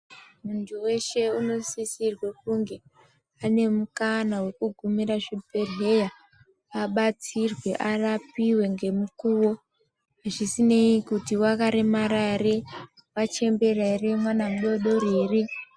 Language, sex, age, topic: Ndau, female, 25-35, health